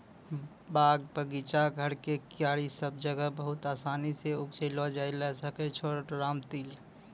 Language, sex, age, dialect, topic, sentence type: Maithili, male, 25-30, Angika, agriculture, statement